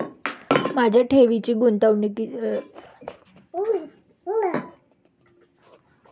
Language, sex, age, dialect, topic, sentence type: Marathi, female, 25-30, Standard Marathi, banking, question